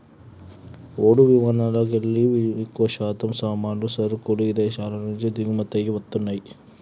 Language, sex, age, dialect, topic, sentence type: Telugu, male, 18-24, Telangana, banking, statement